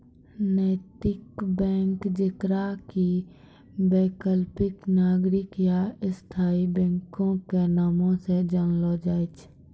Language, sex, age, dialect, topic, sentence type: Maithili, female, 18-24, Angika, banking, statement